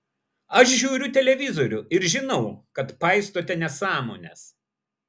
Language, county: Lithuanian, Vilnius